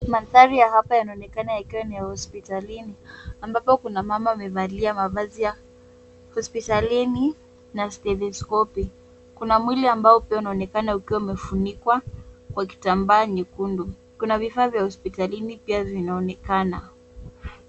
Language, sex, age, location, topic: Swahili, female, 18-24, Kisumu, health